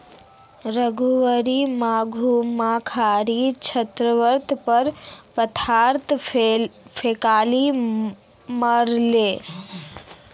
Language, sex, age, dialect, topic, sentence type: Magahi, female, 36-40, Northeastern/Surjapuri, agriculture, statement